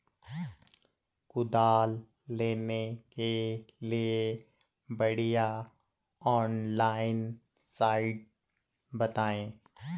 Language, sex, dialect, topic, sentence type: Hindi, male, Garhwali, agriculture, question